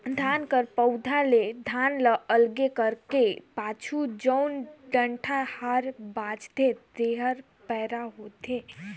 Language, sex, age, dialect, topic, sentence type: Chhattisgarhi, female, 18-24, Northern/Bhandar, agriculture, statement